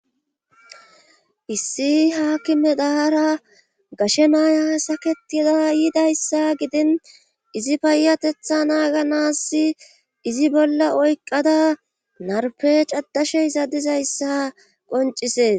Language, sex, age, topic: Gamo, female, 25-35, government